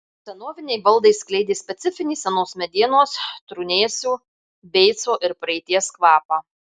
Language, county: Lithuanian, Marijampolė